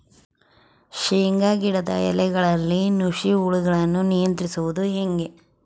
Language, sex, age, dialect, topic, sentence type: Kannada, female, 25-30, Central, agriculture, question